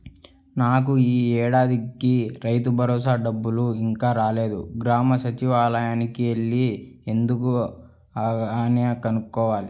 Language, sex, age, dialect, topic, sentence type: Telugu, male, 18-24, Central/Coastal, agriculture, statement